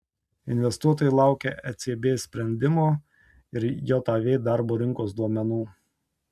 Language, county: Lithuanian, Tauragė